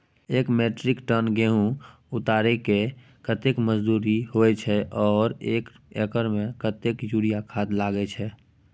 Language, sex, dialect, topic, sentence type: Maithili, male, Bajjika, agriculture, question